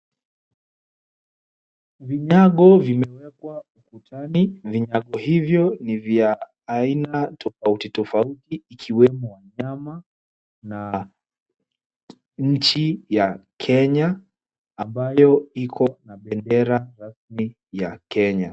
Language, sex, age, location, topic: Swahili, male, 18-24, Kisumu, finance